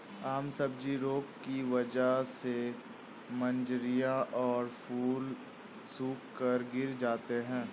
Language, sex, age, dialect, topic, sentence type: Hindi, male, 18-24, Hindustani Malvi Khadi Boli, agriculture, statement